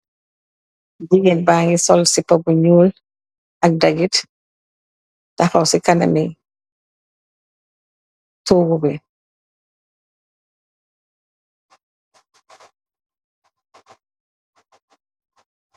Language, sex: Wolof, female